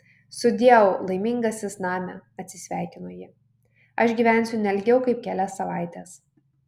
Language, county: Lithuanian, Kaunas